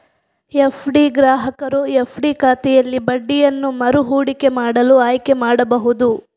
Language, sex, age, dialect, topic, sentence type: Kannada, female, 46-50, Coastal/Dakshin, banking, statement